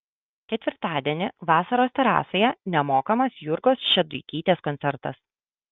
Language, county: Lithuanian, Kaunas